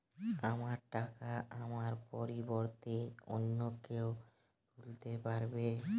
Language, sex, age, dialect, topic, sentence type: Bengali, male, 18-24, Jharkhandi, banking, question